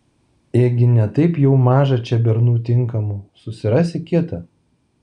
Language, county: Lithuanian, Vilnius